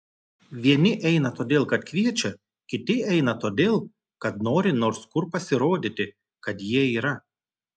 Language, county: Lithuanian, Telšiai